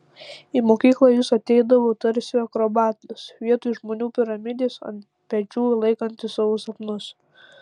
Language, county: Lithuanian, Tauragė